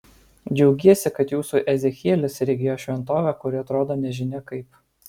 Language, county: Lithuanian, Alytus